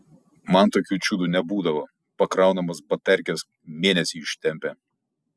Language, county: Lithuanian, Kaunas